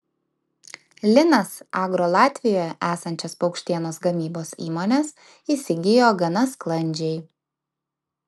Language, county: Lithuanian, Vilnius